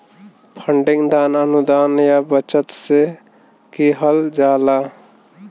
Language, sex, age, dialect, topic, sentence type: Bhojpuri, male, 18-24, Western, banking, statement